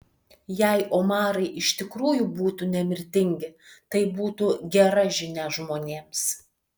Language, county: Lithuanian, Vilnius